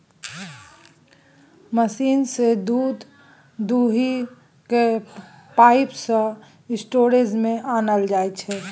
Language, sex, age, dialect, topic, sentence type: Maithili, female, 36-40, Bajjika, agriculture, statement